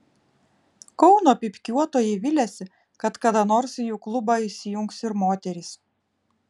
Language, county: Lithuanian, Vilnius